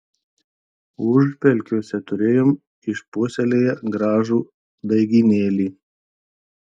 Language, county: Lithuanian, Telšiai